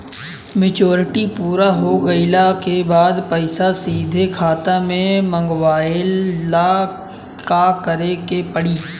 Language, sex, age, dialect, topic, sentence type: Bhojpuri, male, 18-24, Southern / Standard, banking, question